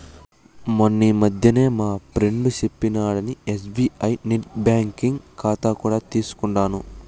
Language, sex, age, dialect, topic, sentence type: Telugu, male, 18-24, Southern, banking, statement